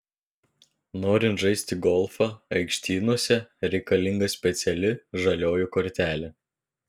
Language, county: Lithuanian, Telšiai